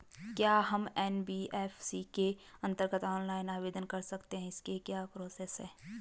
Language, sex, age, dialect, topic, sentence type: Hindi, female, 25-30, Garhwali, banking, question